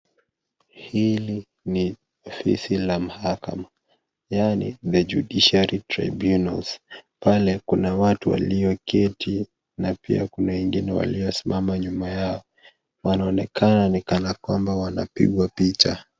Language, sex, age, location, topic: Swahili, male, 18-24, Kisii, government